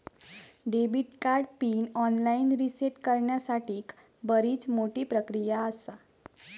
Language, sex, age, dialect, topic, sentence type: Marathi, female, 18-24, Southern Konkan, banking, statement